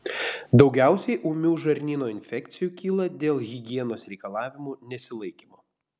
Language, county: Lithuanian, Panevėžys